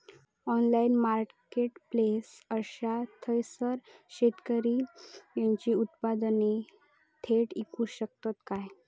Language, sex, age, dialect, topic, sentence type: Marathi, female, 31-35, Southern Konkan, agriculture, statement